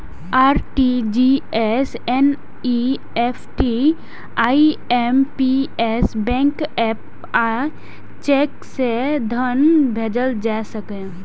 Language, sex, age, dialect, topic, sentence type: Maithili, female, 18-24, Eastern / Thethi, banking, statement